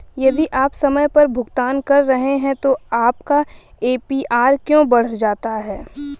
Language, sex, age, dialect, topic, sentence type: Hindi, female, 25-30, Hindustani Malvi Khadi Boli, banking, question